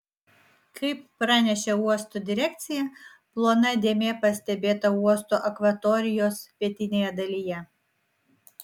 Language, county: Lithuanian, Vilnius